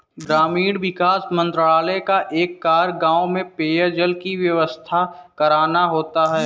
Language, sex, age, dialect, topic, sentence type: Hindi, male, 18-24, Kanauji Braj Bhasha, agriculture, statement